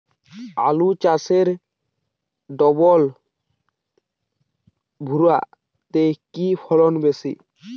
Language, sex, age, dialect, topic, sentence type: Bengali, male, 18-24, Western, agriculture, question